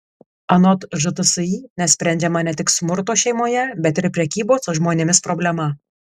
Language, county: Lithuanian, Kaunas